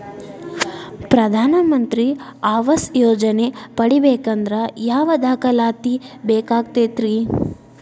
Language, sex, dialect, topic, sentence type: Kannada, female, Dharwad Kannada, banking, question